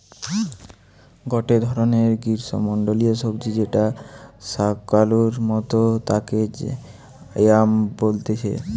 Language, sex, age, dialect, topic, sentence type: Bengali, male, <18, Western, agriculture, statement